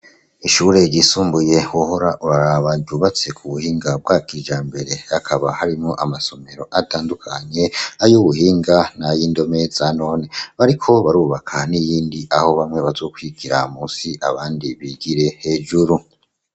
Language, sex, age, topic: Rundi, male, 25-35, education